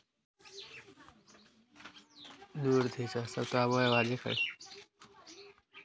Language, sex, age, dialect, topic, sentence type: Magahi, male, 18-24, Western, banking, question